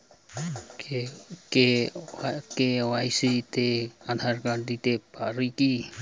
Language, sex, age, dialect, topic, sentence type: Bengali, male, 25-30, Jharkhandi, banking, question